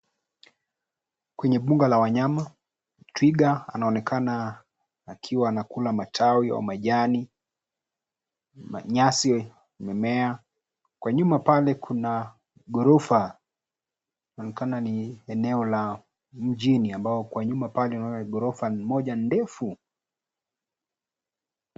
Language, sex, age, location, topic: Swahili, male, 25-35, Nairobi, government